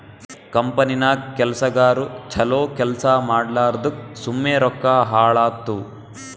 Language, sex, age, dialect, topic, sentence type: Kannada, male, 18-24, Northeastern, banking, statement